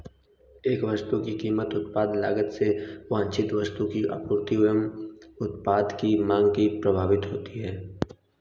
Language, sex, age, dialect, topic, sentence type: Hindi, female, 25-30, Hindustani Malvi Khadi Boli, banking, statement